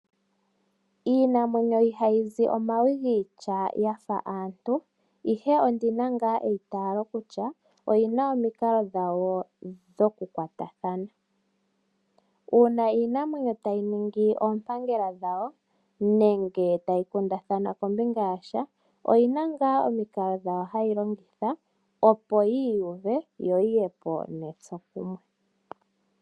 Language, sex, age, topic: Oshiwambo, female, 25-35, agriculture